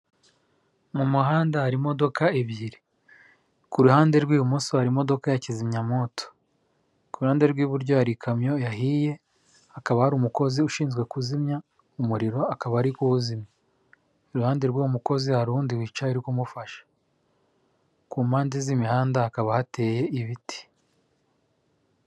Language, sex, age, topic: Kinyarwanda, male, 36-49, government